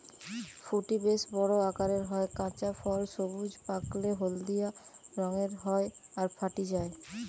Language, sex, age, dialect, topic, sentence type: Bengali, male, 25-30, Western, agriculture, statement